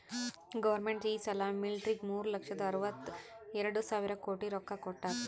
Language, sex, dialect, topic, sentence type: Kannada, female, Northeastern, banking, statement